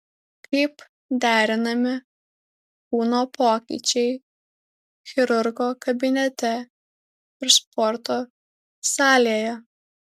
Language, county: Lithuanian, Alytus